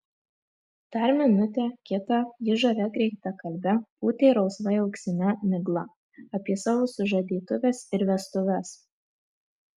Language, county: Lithuanian, Marijampolė